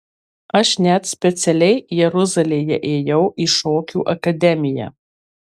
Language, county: Lithuanian, Marijampolė